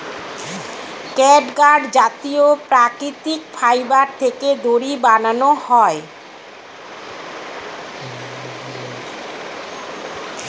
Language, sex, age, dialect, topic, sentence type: Bengali, female, 46-50, Standard Colloquial, agriculture, statement